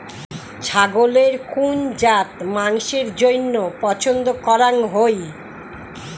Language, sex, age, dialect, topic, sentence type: Bengali, female, 60-100, Rajbangshi, agriculture, statement